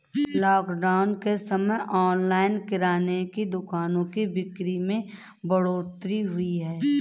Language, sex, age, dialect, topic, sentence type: Hindi, female, 31-35, Marwari Dhudhari, agriculture, statement